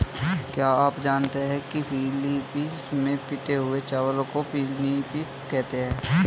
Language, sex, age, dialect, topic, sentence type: Hindi, male, 18-24, Hindustani Malvi Khadi Boli, agriculture, statement